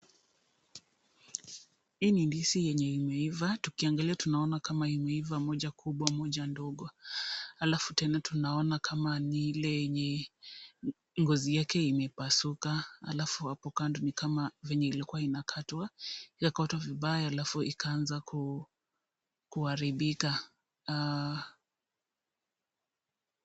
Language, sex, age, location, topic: Swahili, female, 25-35, Kisumu, agriculture